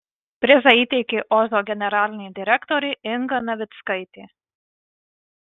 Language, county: Lithuanian, Marijampolė